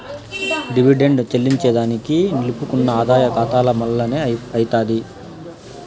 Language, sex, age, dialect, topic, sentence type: Telugu, female, 31-35, Southern, banking, statement